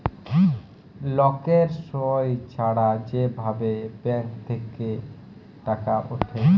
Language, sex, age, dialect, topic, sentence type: Bengali, male, 18-24, Jharkhandi, banking, statement